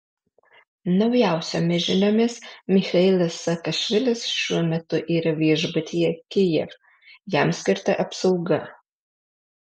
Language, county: Lithuanian, Alytus